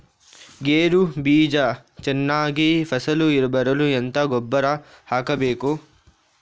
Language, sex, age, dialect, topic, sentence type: Kannada, male, 46-50, Coastal/Dakshin, agriculture, question